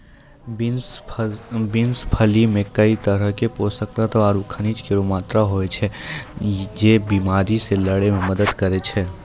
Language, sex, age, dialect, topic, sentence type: Maithili, male, 18-24, Angika, agriculture, statement